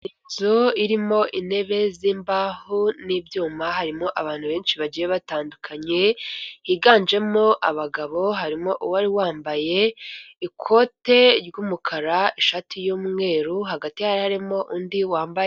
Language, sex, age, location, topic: Kinyarwanda, female, 36-49, Kigali, government